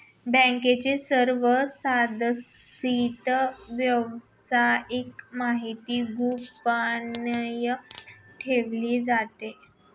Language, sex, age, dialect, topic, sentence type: Marathi, female, 25-30, Standard Marathi, banking, statement